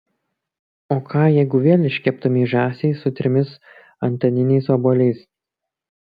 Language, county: Lithuanian, Kaunas